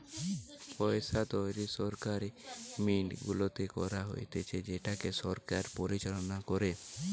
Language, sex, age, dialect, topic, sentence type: Bengali, male, 18-24, Western, banking, statement